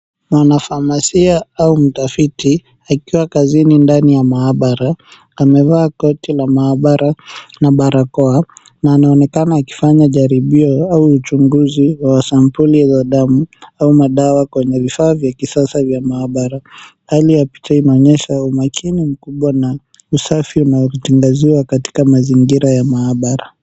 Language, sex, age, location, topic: Swahili, male, 18-24, Mombasa, health